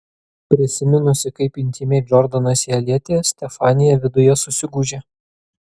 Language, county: Lithuanian, Kaunas